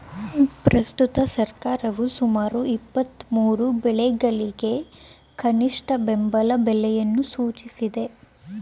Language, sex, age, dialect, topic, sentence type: Kannada, female, 18-24, Mysore Kannada, agriculture, statement